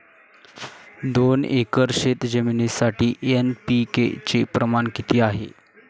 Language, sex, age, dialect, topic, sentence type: Marathi, male, 18-24, Standard Marathi, agriculture, question